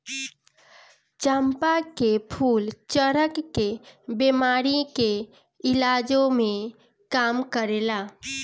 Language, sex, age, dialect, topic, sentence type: Bhojpuri, female, 36-40, Northern, agriculture, statement